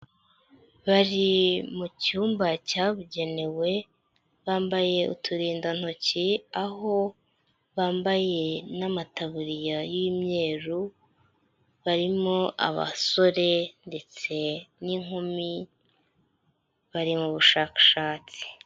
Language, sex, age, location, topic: Kinyarwanda, female, 25-35, Huye, education